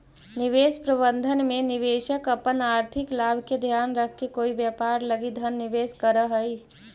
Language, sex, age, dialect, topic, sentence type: Magahi, female, 18-24, Central/Standard, banking, statement